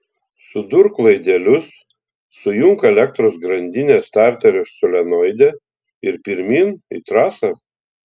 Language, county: Lithuanian, Telšiai